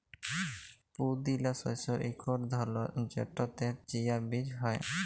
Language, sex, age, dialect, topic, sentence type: Bengali, male, 18-24, Jharkhandi, agriculture, statement